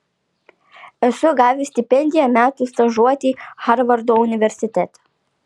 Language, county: Lithuanian, Alytus